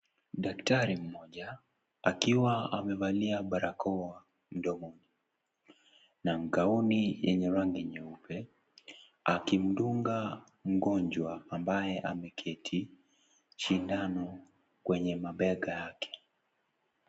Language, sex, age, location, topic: Swahili, male, 18-24, Kisii, health